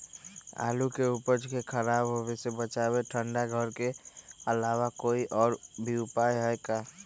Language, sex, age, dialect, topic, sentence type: Magahi, male, 25-30, Western, agriculture, question